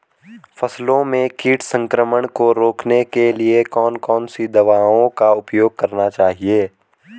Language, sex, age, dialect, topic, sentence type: Hindi, male, 18-24, Garhwali, agriculture, question